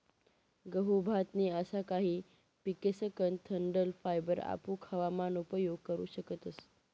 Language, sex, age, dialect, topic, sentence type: Marathi, female, 18-24, Northern Konkan, agriculture, statement